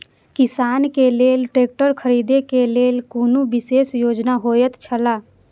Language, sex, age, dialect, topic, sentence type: Maithili, female, 25-30, Eastern / Thethi, agriculture, statement